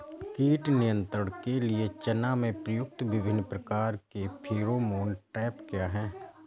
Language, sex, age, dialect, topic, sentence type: Hindi, male, 25-30, Awadhi Bundeli, agriculture, question